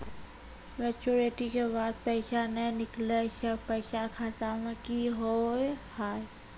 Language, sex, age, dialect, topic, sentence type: Maithili, female, 18-24, Angika, banking, question